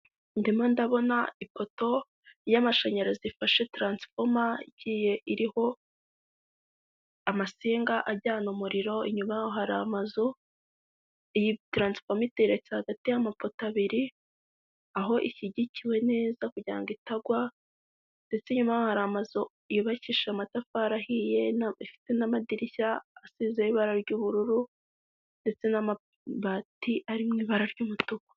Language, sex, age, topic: Kinyarwanda, female, 18-24, government